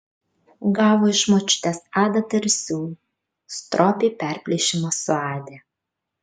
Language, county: Lithuanian, Kaunas